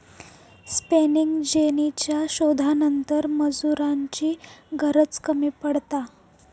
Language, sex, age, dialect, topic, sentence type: Marathi, female, 18-24, Southern Konkan, agriculture, statement